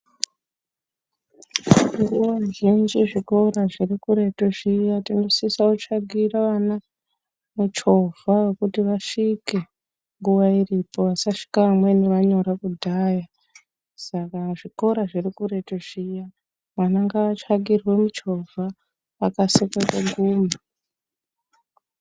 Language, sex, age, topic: Ndau, female, 18-24, education